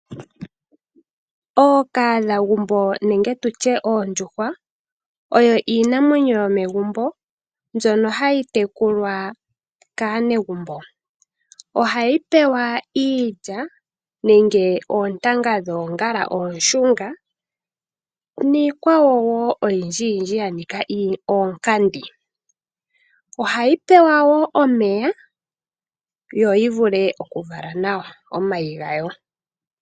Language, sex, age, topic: Oshiwambo, female, 18-24, agriculture